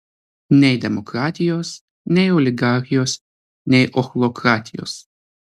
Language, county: Lithuanian, Telšiai